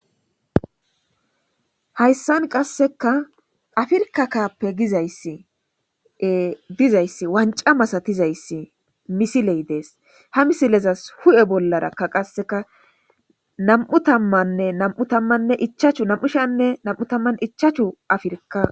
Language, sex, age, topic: Gamo, female, 25-35, government